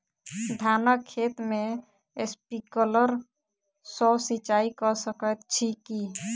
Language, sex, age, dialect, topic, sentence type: Maithili, female, 18-24, Southern/Standard, agriculture, question